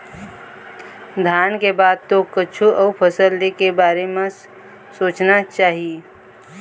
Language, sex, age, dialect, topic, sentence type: Chhattisgarhi, female, 25-30, Eastern, agriculture, statement